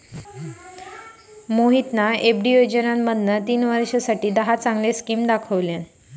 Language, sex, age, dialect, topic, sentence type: Marathi, female, 56-60, Southern Konkan, banking, statement